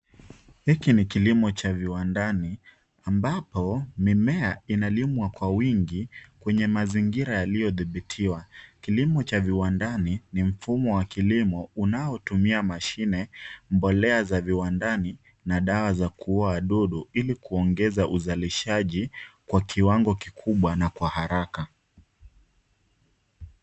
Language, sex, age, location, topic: Swahili, male, 25-35, Nairobi, agriculture